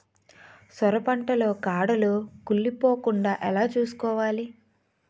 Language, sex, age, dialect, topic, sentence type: Telugu, female, 25-30, Utterandhra, agriculture, question